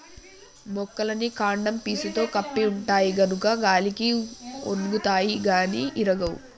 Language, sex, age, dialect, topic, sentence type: Telugu, female, 18-24, Telangana, agriculture, statement